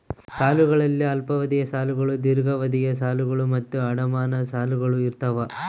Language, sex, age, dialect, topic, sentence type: Kannada, male, 18-24, Central, banking, statement